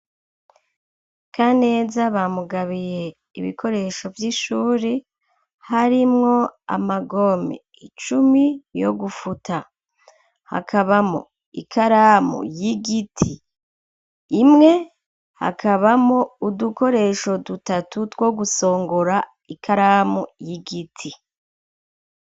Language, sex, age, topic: Rundi, female, 36-49, education